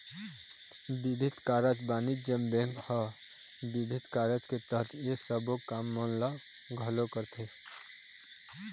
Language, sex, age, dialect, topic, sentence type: Chhattisgarhi, male, 25-30, Eastern, banking, statement